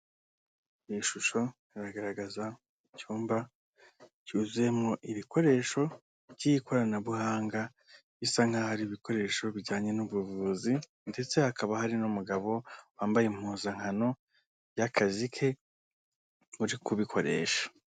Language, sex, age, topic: Kinyarwanda, male, 25-35, government